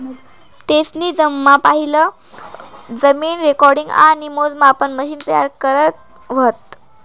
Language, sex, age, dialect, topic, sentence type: Marathi, male, 18-24, Northern Konkan, agriculture, statement